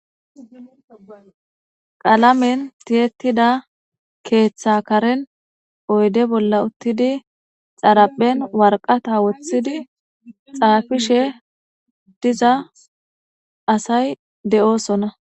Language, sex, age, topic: Gamo, female, 25-35, government